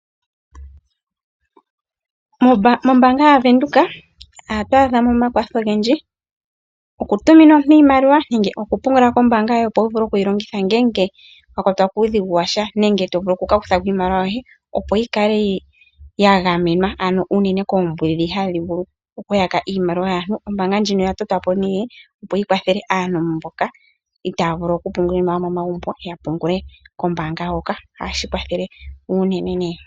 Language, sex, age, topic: Oshiwambo, female, 25-35, finance